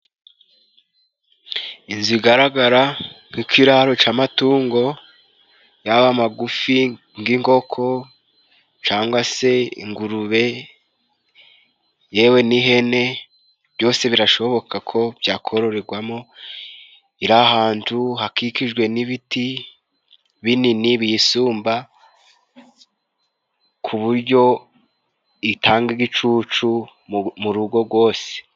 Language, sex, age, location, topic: Kinyarwanda, male, 18-24, Musanze, government